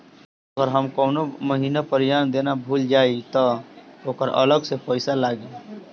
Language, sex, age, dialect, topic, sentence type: Bhojpuri, male, 18-24, Northern, banking, question